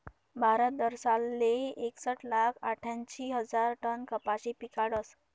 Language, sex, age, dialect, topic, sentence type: Marathi, male, 31-35, Northern Konkan, agriculture, statement